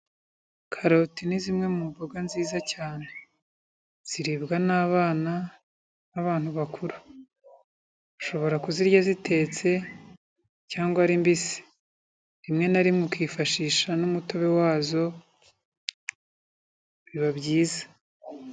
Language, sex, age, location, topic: Kinyarwanda, female, 36-49, Kigali, agriculture